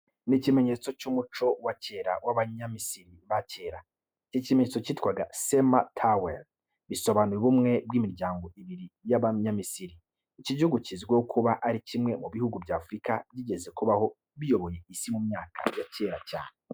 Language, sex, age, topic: Kinyarwanda, male, 25-35, education